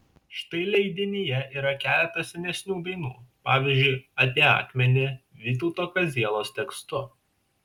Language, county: Lithuanian, Šiauliai